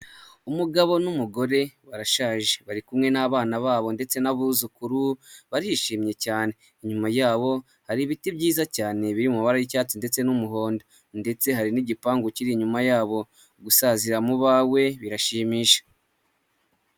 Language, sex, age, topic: Kinyarwanda, male, 18-24, health